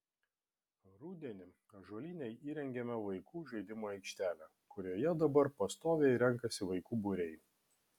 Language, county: Lithuanian, Vilnius